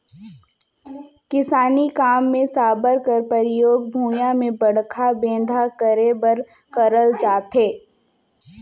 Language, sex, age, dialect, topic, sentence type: Chhattisgarhi, female, 18-24, Northern/Bhandar, agriculture, statement